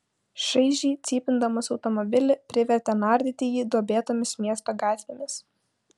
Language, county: Lithuanian, Utena